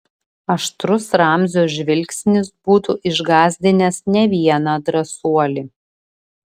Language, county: Lithuanian, Vilnius